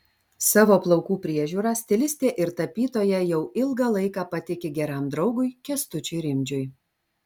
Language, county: Lithuanian, Alytus